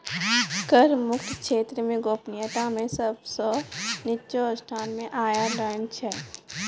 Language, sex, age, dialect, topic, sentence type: Maithili, female, 25-30, Angika, banking, statement